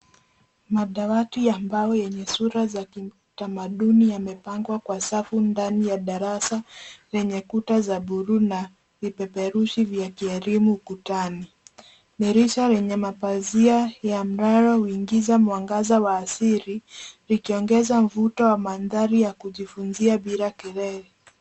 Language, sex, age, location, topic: Swahili, female, 18-24, Nairobi, education